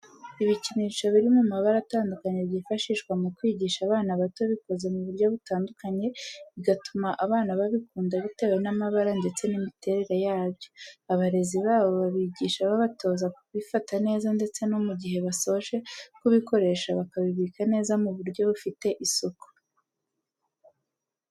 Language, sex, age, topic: Kinyarwanda, female, 18-24, education